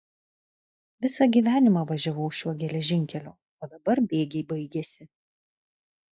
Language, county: Lithuanian, Kaunas